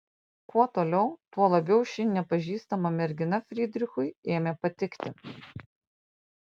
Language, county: Lithuanian, Panevėžys